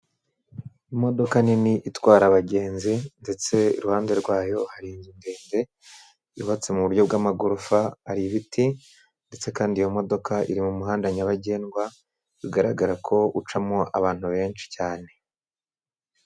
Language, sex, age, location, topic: Kinyarwanda, male, 25-35, Kigali, government